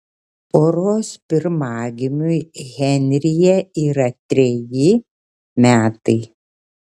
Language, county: Lithuanian, Kaunas